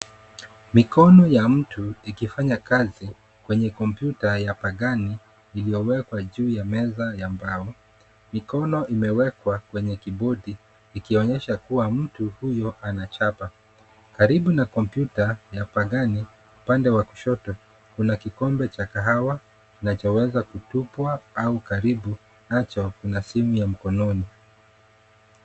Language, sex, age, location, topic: Swahili, male, 25-35, Nairobi, education